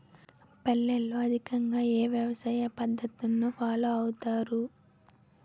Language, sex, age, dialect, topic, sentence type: Telugu, female, 18-24, Utterandhra, agriculture, question